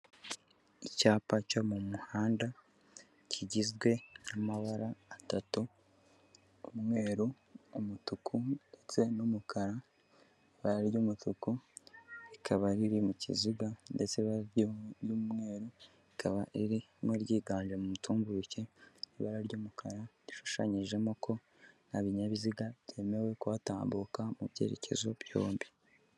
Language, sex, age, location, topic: Kinyarwanda, male, 18-24, Kigali, government